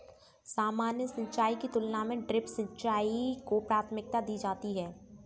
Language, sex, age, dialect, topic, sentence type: Hindi, female, 18-24, Kanauji Braj Bhasha, agriculture, statement